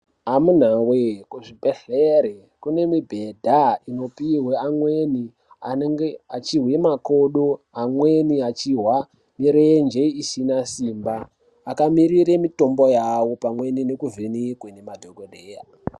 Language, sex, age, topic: Ndau, male, 18-24, health